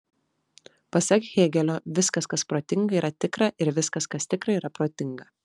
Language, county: Lithuanian, Vilnius